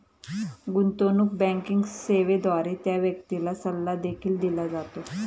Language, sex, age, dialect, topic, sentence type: Marathi, female, 31-35, Standard Marathi, banking, statement